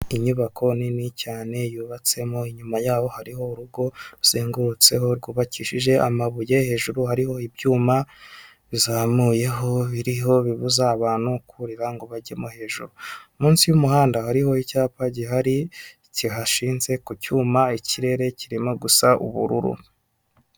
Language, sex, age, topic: Kinyarwanda, male, 25-35, government